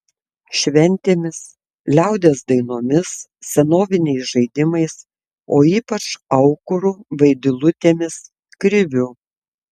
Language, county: Lithuanian, Tauragė